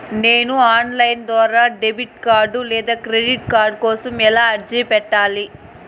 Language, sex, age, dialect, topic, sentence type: Telugu, female, 18-24, Southern, banking, question